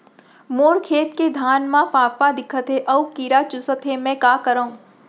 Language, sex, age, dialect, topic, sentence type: Chhattisgarhi, female, 46-50, Central, agriculture, question